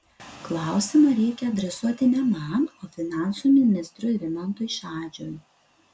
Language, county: Lithuanian, Utena